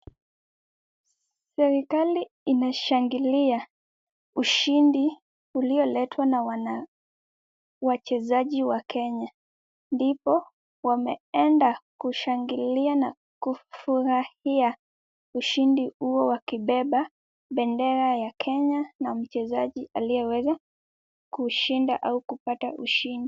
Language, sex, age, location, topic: Swahili, female, 18-24, Kisumu, government